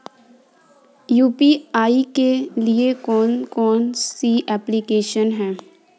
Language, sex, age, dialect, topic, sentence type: Hindi, female, 18-24, Kanauji Braj Bhasha, banking, question